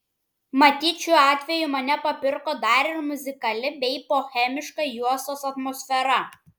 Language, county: Lithuanian, Klaipėda